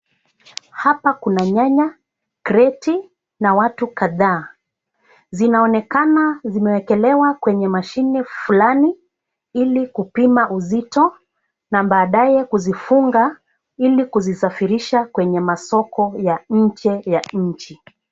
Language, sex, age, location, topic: Swahili, female, 36-49, Nairobi, agriculture